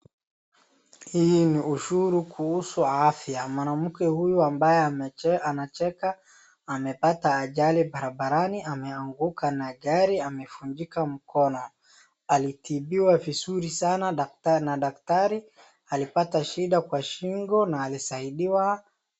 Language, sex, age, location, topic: Swahili, male, 18-24, Wajir, finance